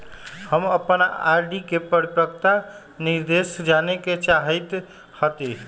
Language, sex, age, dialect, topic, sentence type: Magahi, male, 18-24, Western, banking, statement